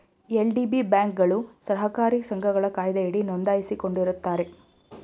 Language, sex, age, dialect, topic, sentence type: Kannada, female, 25-30, Mysore Kannada, banking, statement